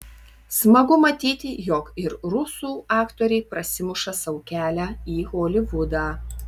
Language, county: Lithuanian, Vilnius